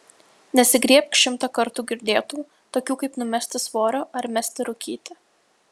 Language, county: Lithuanian, Vilnius